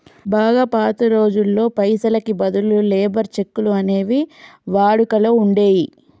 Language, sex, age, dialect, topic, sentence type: Telugu, female, 25-30, Telangana, banking, statement